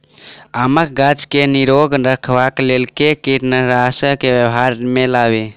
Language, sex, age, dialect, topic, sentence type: Maithili, male, 18-24, Southern/Standard, agriculture, question